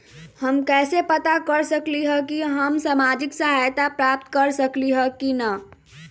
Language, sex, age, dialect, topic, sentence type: Magahi, female, 36-40, Western, banking, question